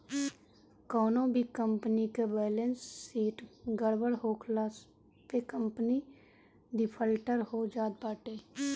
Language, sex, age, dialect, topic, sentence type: Bhojpuri, female, 25-30, Northern, banking, statement